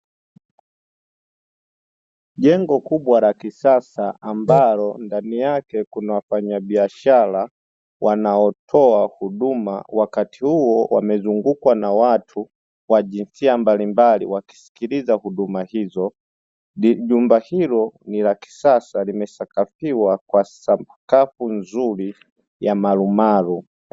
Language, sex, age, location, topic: Swahili, male, 25-35, Dar es Salaam, finance